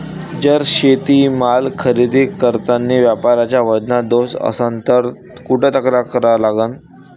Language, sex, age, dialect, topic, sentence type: Marathi, male, 18-24, Varhadi, agriculture, question